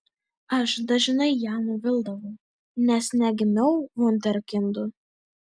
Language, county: Lithuanian, Vilnius